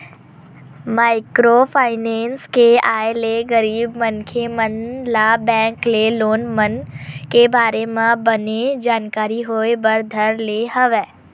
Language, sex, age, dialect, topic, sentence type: Chhattisgarhi, female, 25-30, Western/Budati/Khatahi, banking, statement